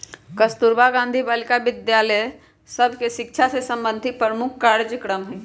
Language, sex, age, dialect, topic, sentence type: Magahi, female, 25-30, Western, banking, statement